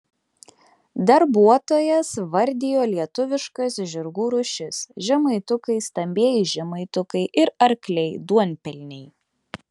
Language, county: Lithuanian, Klaipėda